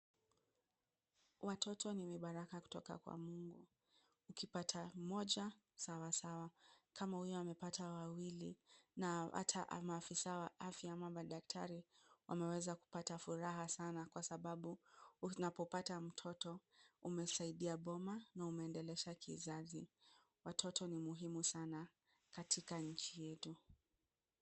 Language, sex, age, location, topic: Swahili, female, 25-35, Kisumu, health